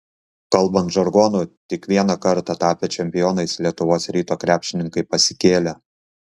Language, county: Lithuanian, Kaunas